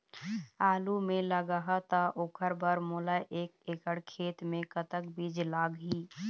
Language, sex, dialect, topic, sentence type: Chhattisgarhi, female, Eastern, agriculture, question